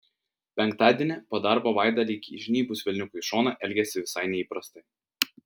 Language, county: Lithuanian, Vilnius